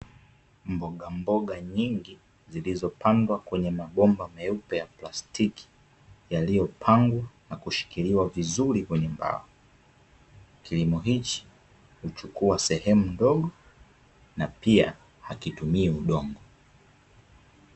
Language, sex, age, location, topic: Swahili, male, 25-35, Dar es Salaam, agriculture